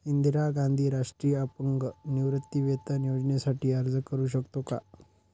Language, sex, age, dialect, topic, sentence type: Marathi, male, 25-30, Standard Marathi, banking, question